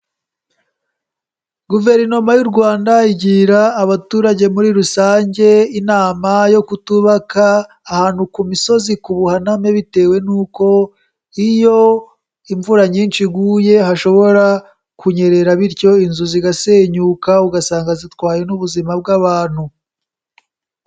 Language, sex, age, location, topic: Kinyarwanda, male, 18-24, Kigali, agriculture